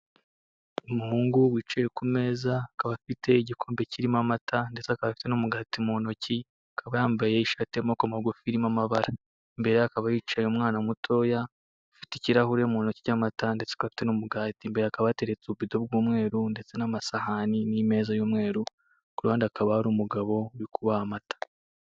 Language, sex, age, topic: Kinyarwanda, male, 18-24, finance